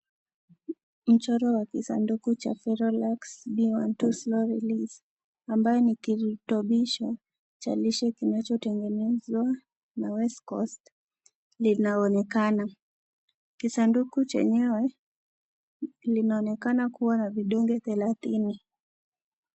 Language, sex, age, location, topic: Swahili, female, 18-24, Kisii, health